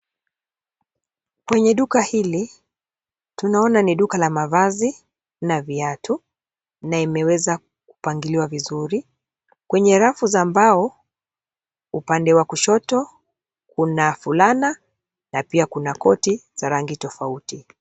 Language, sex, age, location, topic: Swahili, female, 25-35, Nairobi, finance